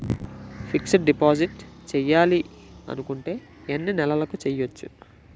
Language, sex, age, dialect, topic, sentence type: Telugu, female, 18-24, Utterandhra, banking, question